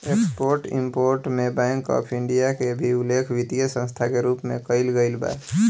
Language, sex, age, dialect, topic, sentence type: Bhojpuri, male, 18-24, Southern / Standard, banking, statement